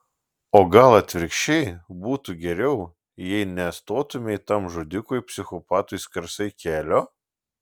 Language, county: Lithuanian, Šiauliai